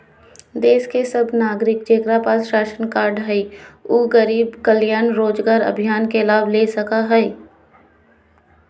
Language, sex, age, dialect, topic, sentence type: Magahi, female, 25-30, Southern, banking, statement